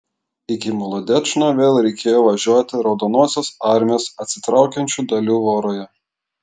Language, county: Lithuanian, Klaipėda